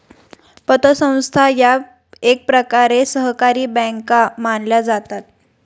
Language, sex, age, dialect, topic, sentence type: Marathi, female, 18-24, Standard Marathi, banking, statement